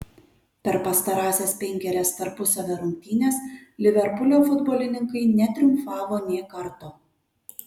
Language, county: Lithuanian, Kaunas